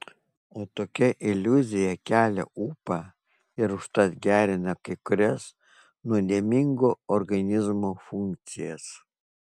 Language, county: Lithuanian, Kaunas